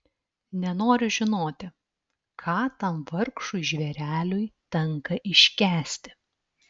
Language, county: Lithuanian, Telšiai